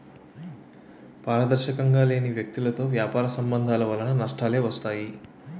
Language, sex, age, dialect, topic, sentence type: Telugu, male, 31-35, Utterandhra, banking, statement